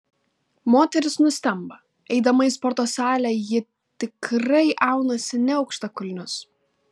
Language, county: Lithuanian, Kaunas